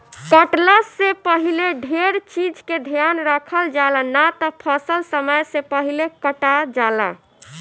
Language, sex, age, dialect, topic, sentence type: Bhojpuri, female, 18-24, Northern, agriculture, statement